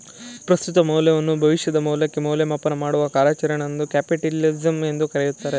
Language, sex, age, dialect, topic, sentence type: Kannada, male, 18-24, Mysore Kannada, banking, statement